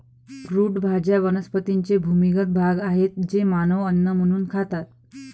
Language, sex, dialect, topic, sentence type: Marathi, female, Varhadi, agriculture, statement